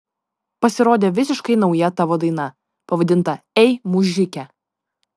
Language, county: Lithuanian, Vilnius